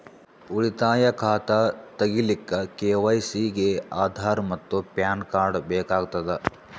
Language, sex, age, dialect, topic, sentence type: Kannada, male, 18-24, Northeastern, banking, statement